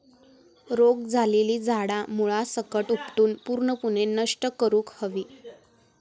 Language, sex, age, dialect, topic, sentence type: Marathi, female, 18-24, Southern Konkan, agriculture, statement